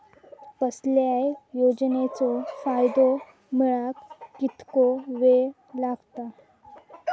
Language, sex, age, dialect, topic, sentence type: Marathi, female, 18-24, Southern Konkan, banking, question